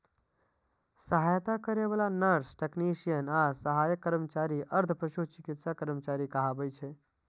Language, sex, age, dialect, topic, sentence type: Maithili, male, 25-30, Eastern / Thethi, agriculture, statement